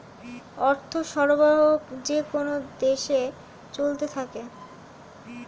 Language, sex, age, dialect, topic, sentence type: Bengali, female, 25-30, Standard Colloquial, banking, statement